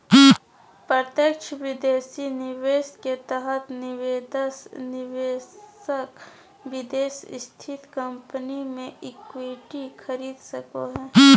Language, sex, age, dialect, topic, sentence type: Magahi, female, 31-35, Southern, banking, statement